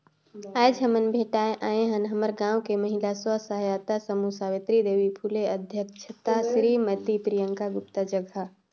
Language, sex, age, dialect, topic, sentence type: Chhattisgarhi, female, 25-30, Northern/Bhandar, banking, statement